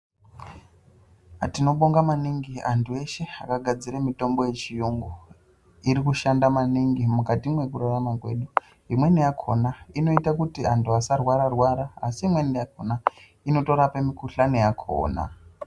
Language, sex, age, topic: Ndau, male, 25-35, health